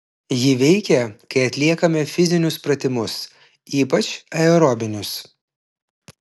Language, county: Lithuanian, Klaipėda